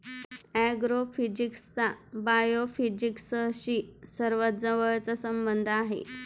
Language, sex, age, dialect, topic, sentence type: Marathi, female, 25-30, Standard Marathi, agriculture, statement